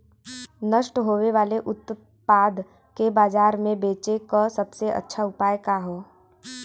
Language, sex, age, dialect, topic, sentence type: Bhojpuri, female, 18-24, Western, agriculture, statement